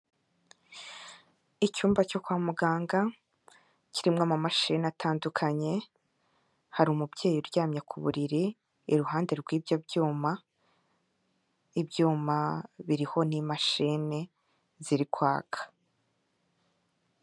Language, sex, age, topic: Kinyarwanda, female, 25-35, health